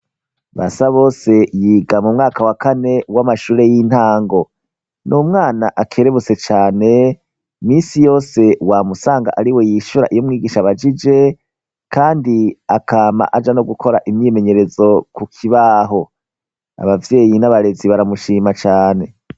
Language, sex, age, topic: Rundi, male, 36-49, education